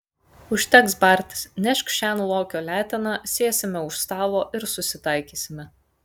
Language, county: Lithuanian, Kaunas